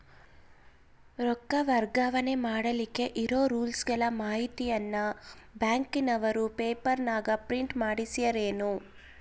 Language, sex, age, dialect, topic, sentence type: Kannada, female, 25-30, Central, banking, question